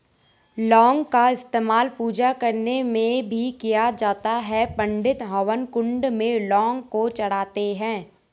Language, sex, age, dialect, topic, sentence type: Hindi, female, 18-24, Garhwali, agriculture, statement